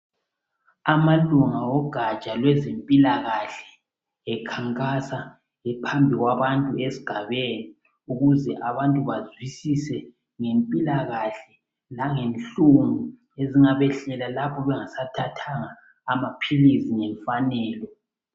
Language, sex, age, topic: North Ndebele, male, 36-49, health